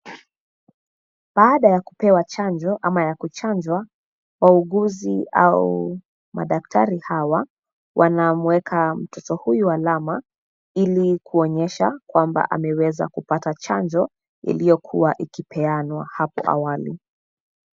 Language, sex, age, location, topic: Swahili, female, 25-35, Nairobi, health